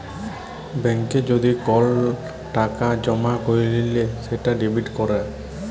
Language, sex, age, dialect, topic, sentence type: Bengali, male, 25-30, Jharkhandi, banking, statement